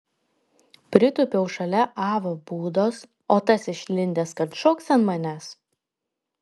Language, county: Lithuanian, Panevėžys